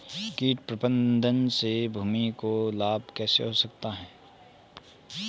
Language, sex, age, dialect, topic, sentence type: Hindi, male, 18-24, Marwari Dhudhari, agriculture, question